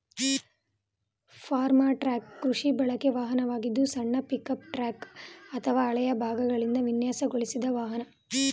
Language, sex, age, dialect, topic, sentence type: Kannada, female, 18-24, Mysore Kannada, agriculture, statement